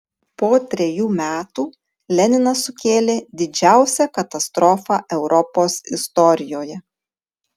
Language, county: Lithuanian, Tauragė